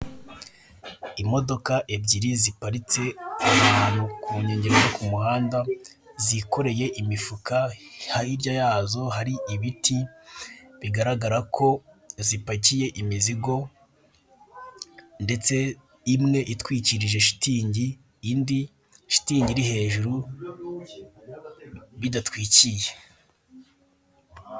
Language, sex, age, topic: Kinyarwanda, male, 18-24, government